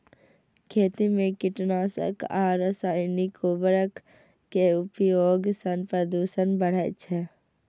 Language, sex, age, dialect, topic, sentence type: Maithili, female, 41-45, Eastern / Thethi, agriculture, statement